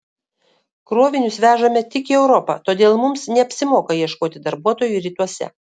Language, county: Lithuanian, Kaunas